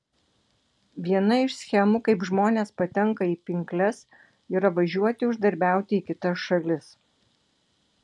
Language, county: Lithuanian, Vilnius